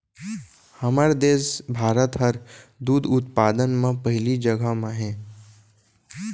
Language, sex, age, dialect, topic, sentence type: Chhattisgarhi, male, 25-30, Central, agriculture, statement